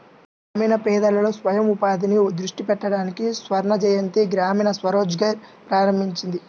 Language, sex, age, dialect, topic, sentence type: Telugu, male, 18-24, Central/Coastal, banking, statement